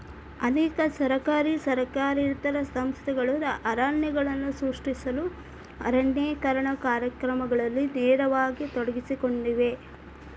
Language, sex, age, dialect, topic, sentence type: Kannada, female, 25-30, Dharwad Kannada, agriculture, statement